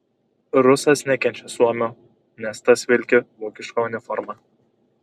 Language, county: Lithuanian, Kaunas